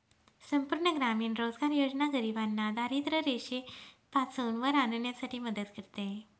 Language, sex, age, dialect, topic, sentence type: Marathi, female, 31-35, Northern Konkan, banking, statement